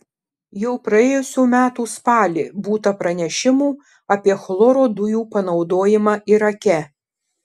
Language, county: Lithuanian, Šiauliai